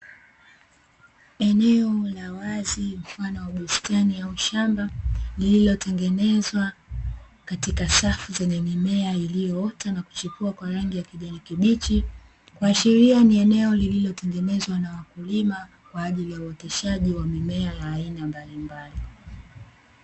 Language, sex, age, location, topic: Swahili, female, 18-24, Dar es Salaam, agriculture